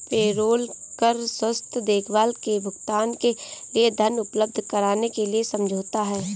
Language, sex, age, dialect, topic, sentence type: Hindi, female, 18-24, Kanauji Braj Bhasha, banking, statement